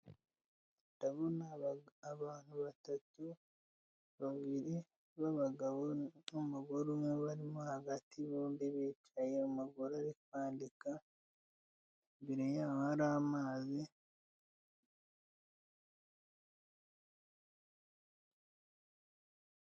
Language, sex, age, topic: Kinyarwanda, male, 25-35, government